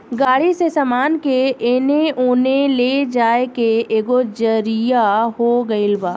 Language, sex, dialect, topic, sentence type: Bhojpuri, female, Southern / Standard, banking, statement